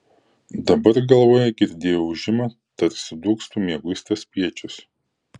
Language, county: Lithuanian, Kaunas